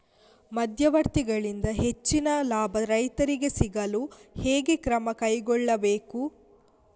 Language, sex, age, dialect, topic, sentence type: Kannada, female, 51-55, Coastal/Dakshin, agriculture, question